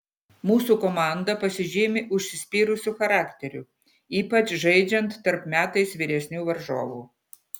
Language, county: Lithuanian, Utena